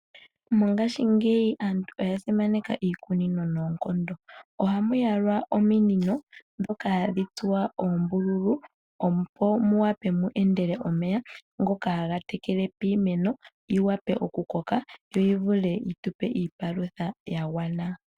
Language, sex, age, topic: Oshiwambo, female, 18-24, agriculture